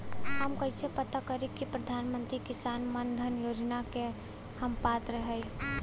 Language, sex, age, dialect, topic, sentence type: Bhojpuri, female, 18-24, Western, banking, question